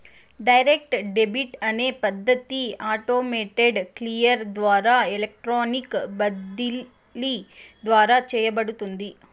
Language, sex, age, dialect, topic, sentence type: Telugu, female, 18-24, Southern, banking, statement